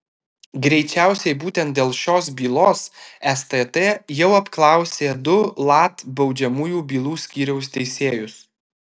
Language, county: Lithuanian, Alytus